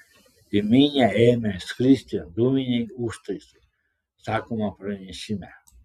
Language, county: Lithuanian, Klaipėda